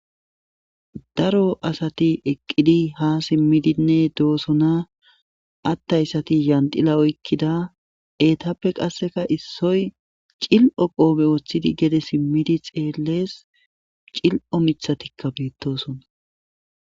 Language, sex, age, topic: Gamo, male, 18-24, government